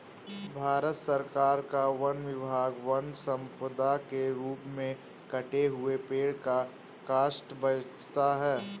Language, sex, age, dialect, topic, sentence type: Hindi, male, 18-24, Hindustani Malvi Khadi Boli, agriculture, statement